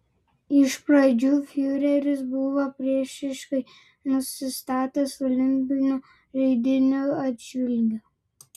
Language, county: Lithuanian, Vilnius